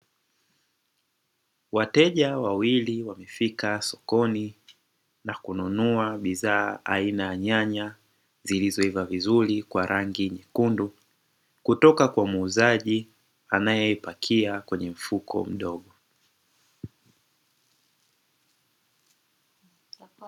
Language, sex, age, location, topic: Swahili, male, 25-35, Dar es Salaam, finance